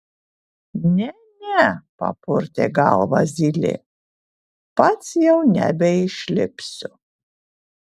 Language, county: Lithuanian, Kaunas